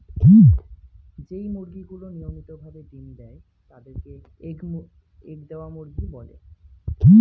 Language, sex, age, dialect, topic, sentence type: Bengali, male, 18-24, Standard Colloquial, agriculture, statement